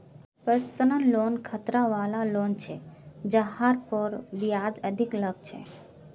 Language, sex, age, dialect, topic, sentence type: Magahi, female, 18-24, Northeastern/Surjapuri, banking, statement